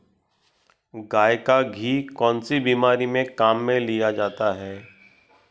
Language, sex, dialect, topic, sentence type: Hindi, male, Marwari Dhudhari, agriculture, question